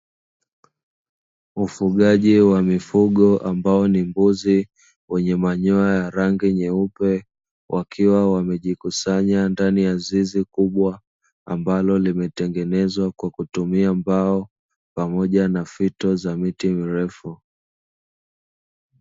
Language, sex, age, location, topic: Swahili, male, 25-35, Dar es Salaam, agriculture